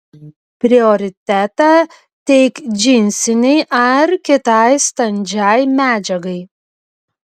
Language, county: Lithuanian, Vilnius